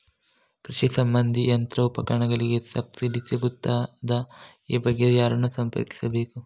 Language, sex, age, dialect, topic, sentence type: Kannada, male, 36-40, Coastal/Dakshin, agriculture, question